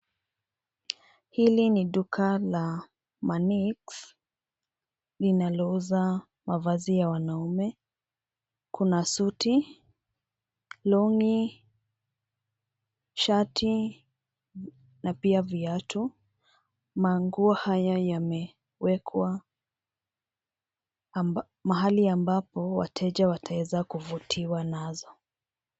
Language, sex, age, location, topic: Swahili, female, 25-35, Nairobi, finance